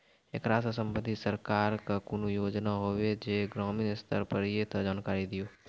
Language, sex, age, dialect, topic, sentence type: Maithili, male, 18-24, Angika, banking, question